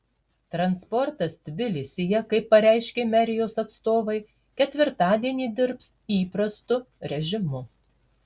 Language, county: Lithuanian, Marijampolė